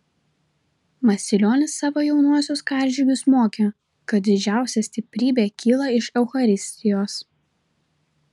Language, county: Lithuanian, Vilnius